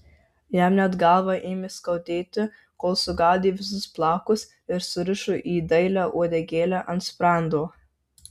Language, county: Lithuanian, Marijampolė